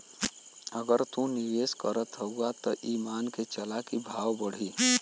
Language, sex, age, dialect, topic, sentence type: Bhojpuri, male, <18, Western, banking, statement